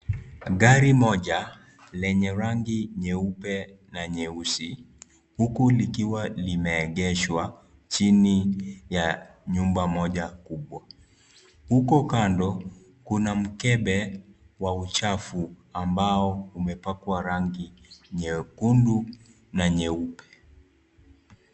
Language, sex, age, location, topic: Swahili, male, 25-35, Kisii, finance